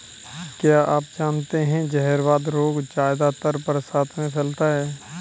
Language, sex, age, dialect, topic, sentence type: Hindi, male, 25-30, Kanauji Braj Bhasha, agriculture, statement